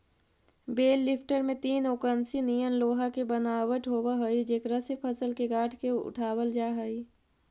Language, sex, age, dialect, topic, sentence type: Magahi, female, 60-100, Central/Standard, banking, statement